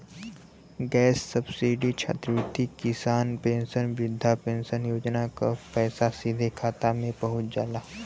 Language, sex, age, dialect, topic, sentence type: Bhojpuri, male, 18-24, Western, banking, statement